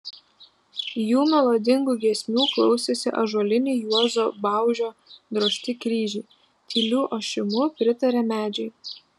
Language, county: Lithuanian, Vilnius